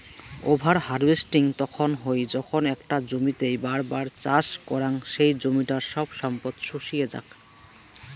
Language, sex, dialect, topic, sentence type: Bengali, male, Rajbangshi, agriculture, statement